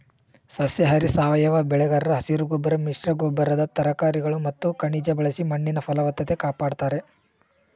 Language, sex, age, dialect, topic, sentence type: Kannada, male, 18-24, Mysore Kannada, agriculture, statement